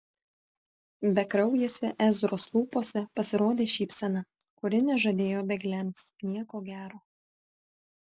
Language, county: Lithuanian, Vilnius